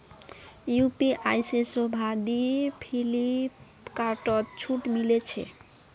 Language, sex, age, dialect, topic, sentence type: Magahi, female, 25-30, Northeastern/Surjapuri, banking, statement